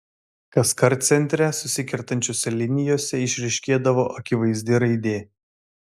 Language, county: Lithuanian, Vilnius